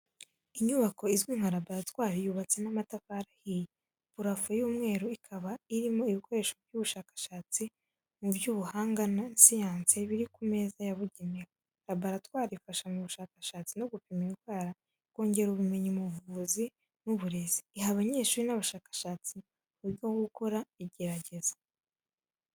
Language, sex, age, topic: Kinyarwanda, female, 18-24, education